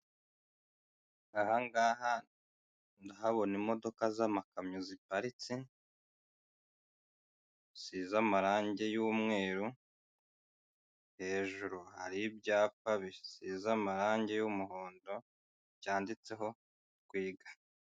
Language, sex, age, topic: Kinyarwanda, male, 25-35, finance